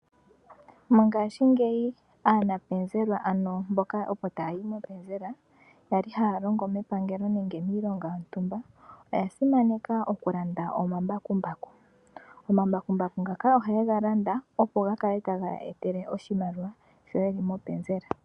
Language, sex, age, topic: Oshiwambo, female, 25-35, agriculture